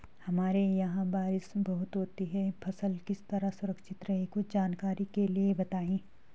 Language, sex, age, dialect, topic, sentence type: Hindi, female, 36-40, Garhwali, agriculture, question